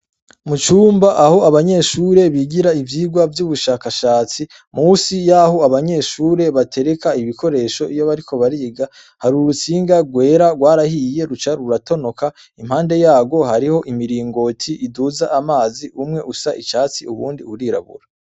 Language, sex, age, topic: Rundi, male, 25-35, education